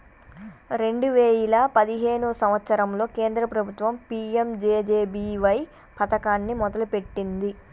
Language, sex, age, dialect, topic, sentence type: Telugu, female, 25-30, Telangana, banking, statement